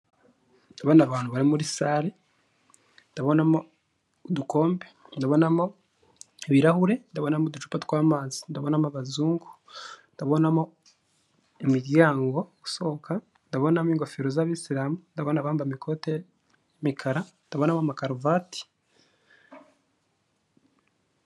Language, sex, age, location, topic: Kinyarwanda, male, 25-35, Kigali, government